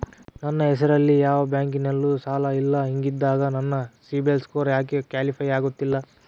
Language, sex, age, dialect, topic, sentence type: Kannada, male, 18-24, Central, banking, question